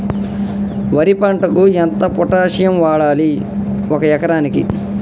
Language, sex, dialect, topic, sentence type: Telugu, male, Telangana, agriculture, question